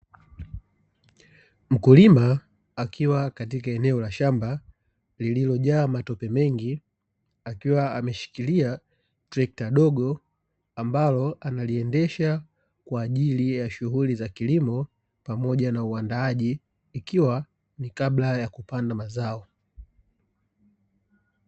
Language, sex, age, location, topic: Swahili, male, 25-35, Dar es Salaam, agriculture